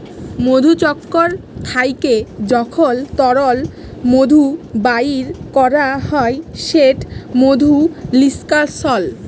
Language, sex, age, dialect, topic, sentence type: Bengali, female, 36-40, Jharkhandi, agriculture, statement